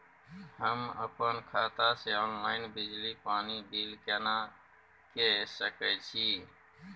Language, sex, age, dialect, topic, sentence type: Maithili, male, 41-45, Bajjika, banking, question